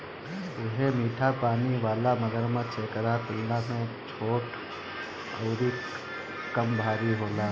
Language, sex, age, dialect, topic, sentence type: Bhojpuri, male, 25-30, Northern, agriculture, statement